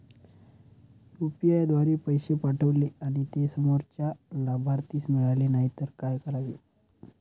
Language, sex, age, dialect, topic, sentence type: Marathi, male, 25-30, Standard Marathi, banking, question